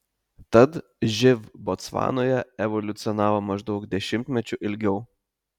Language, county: Lithuanian, Telšiai